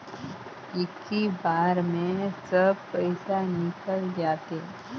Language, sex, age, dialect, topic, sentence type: Chhattisgarhi, male, 25-30, Northern/Bhandar, banking, question